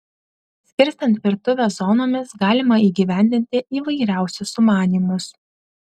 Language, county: Lithuanian, Šiauliai